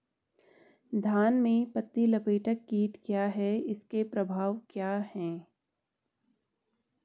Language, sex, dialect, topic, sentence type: Hindi, female, Garhwali, agriculture, question